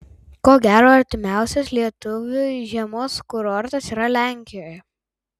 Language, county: Lithuanian, Tauragė